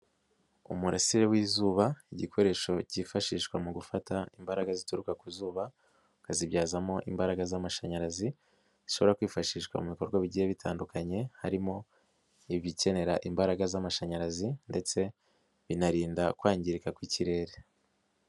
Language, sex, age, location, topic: Kinyarwanda, male, 18-24, Nyagatare, agriculture